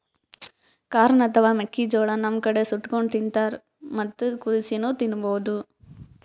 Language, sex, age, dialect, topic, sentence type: Kannada, female, 18-24, Northeastern, agriculture, statement